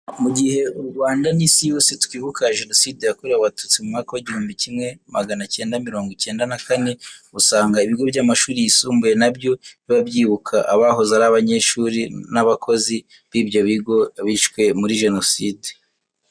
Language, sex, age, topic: Kinyarwanda, male, 18-24, education